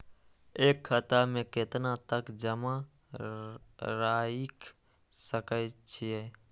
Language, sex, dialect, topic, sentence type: Maithili, male, Eastern / Thethi, banking, question